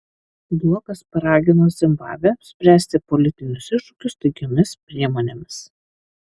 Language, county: Lithuanian, Alytus